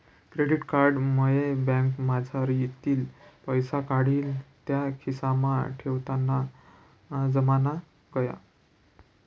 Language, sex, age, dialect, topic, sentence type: Marathi, male, 56-60, Northern Konkan, banking, statement